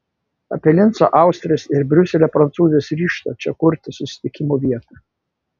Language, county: Lithuanian, Vilnius